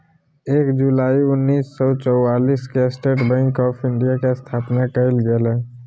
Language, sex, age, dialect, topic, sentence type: Magahi, male, 18-24, Southern, banking, statement